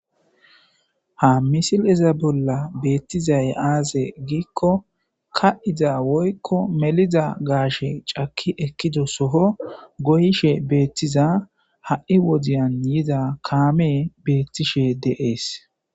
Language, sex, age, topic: Gamo, male, 25-35, agriculture